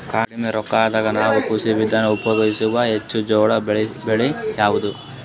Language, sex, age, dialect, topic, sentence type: Kannada, male, 18-24, Northeastern, agriculture, question